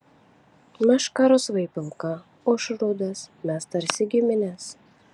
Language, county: Lithuanian, Kaunas